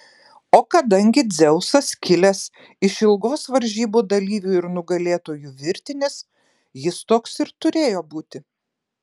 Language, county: Lithuanian, Klaipėda